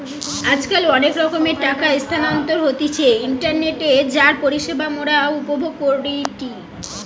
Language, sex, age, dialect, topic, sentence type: Bengali, female, 18-24, Western, banking, statement